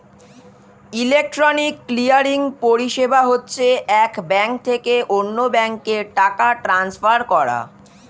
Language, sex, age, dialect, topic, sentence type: Bengali, male, 46-50, Standard Colloquial, banking, statement